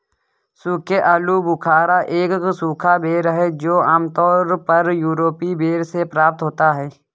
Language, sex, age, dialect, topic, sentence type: Hindi, male, 18-24, Kanauji Braj Bhasha, agriculture, statement